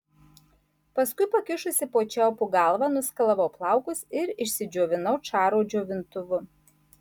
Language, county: Lithuanian, Marijampolė